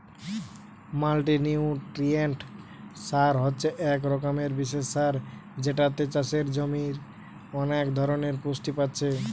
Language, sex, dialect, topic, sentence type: Bengali, male, Western, agriculture, statement